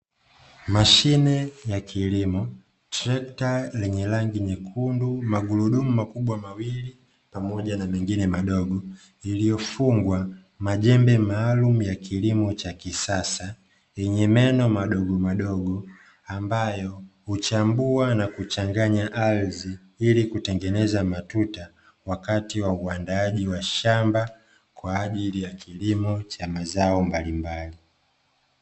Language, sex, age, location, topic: Swahili, male, 25-35, Dar es Salaam, agriculture